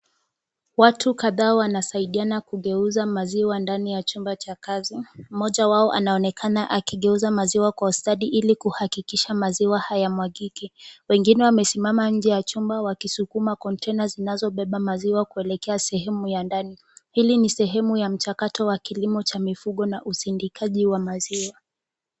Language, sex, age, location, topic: Swahili, female, 18-24, Kisumu, agriculture